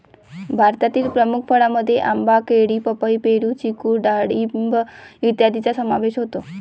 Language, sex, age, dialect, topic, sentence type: Marathi, female, 18-24, Varhadi, agriculture, statement